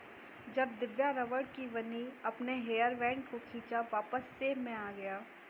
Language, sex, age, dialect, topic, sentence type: Hindi, female, 18-24, Kanauji Braj Bhasha, agriculture, statement